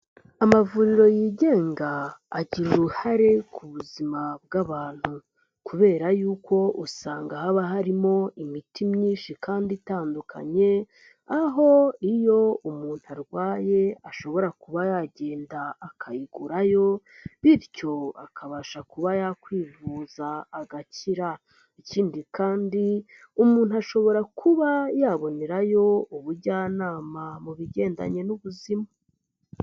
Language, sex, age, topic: Kinyarwanda, male, 25-35, health